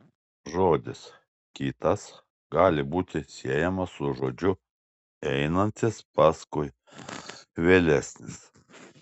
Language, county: Lithuanian, Šiauliai